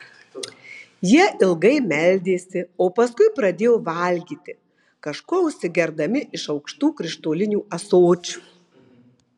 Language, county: Lithuanian, Marijampolė